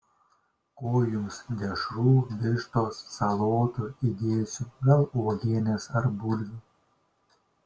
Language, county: Lithuanian, Šiauliai